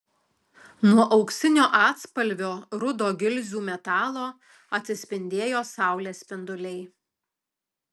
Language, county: Lithuanian, Alytus